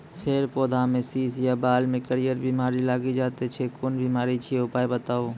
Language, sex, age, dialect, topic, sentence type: Maithili, male, 25-30, Angika, agriculture, question